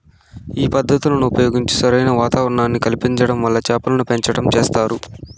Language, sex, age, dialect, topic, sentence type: Telugu, male, 18-24, Southern, agriculture, statement